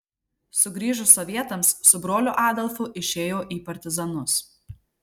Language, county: Lithuanian, Marijampolė